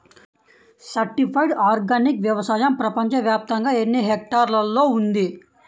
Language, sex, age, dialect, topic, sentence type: Telugu, male, 18-24, Central/Coastal, agriculture, question